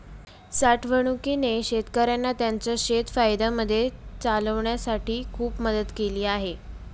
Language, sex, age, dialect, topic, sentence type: Marathi, female, 18-24, Northern Konkan, agriculture, statement